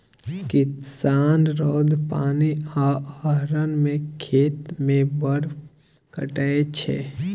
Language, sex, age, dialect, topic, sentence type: Maithili, male, 18-24, Bajjika, agriculture, statement